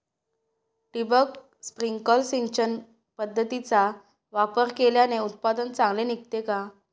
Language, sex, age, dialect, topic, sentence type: Marathi, female, 31-35, Northern Konkan, agriculture, question